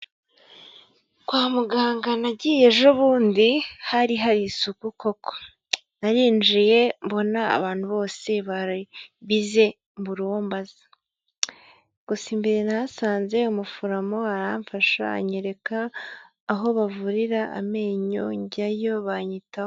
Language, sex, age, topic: Kinyarwanda, female, 25-35, health